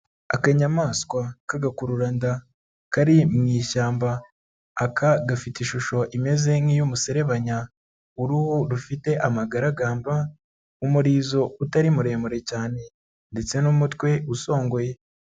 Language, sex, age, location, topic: Kinyarwanda, male, 36-49, Nyagatare, agriculture